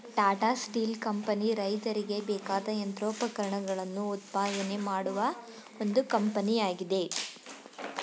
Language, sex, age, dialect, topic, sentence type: Kannada, female, 18-24, Mysore Kannada, agriculture, statement